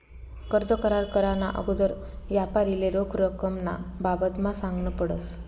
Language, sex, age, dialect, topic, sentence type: Marathi, female, 36-40, Northern Konkan, banking, statement